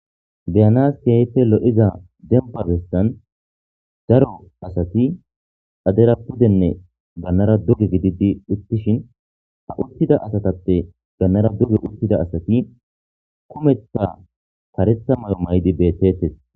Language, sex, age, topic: Gamo, male, 25-35, government